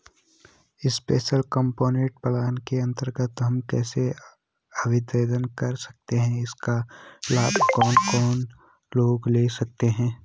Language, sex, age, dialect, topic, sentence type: Hindi, male, 18-24, Garhwali, banking, question